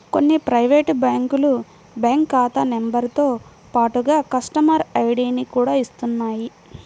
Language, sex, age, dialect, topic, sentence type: Telugu, female, 25-30, Central/Coastal, banking, statement